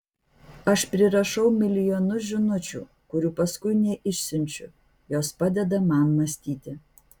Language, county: Lithuanian, Vilnius